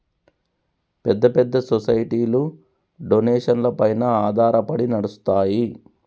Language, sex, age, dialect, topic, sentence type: Telugu, male, 36-40, Telangana, banking, statement